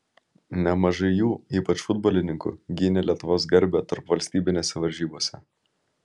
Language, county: Lithuanian, Vilnius